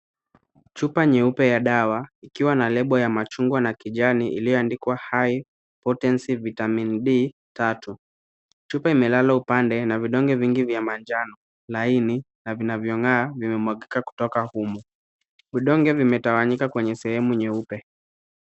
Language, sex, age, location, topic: Swahili, male, 36-49, Kisumu, health